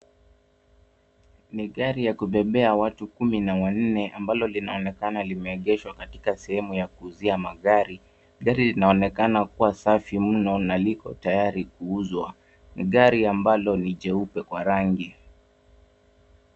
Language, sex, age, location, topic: Swahili, male, 18-24, Nairobi, finance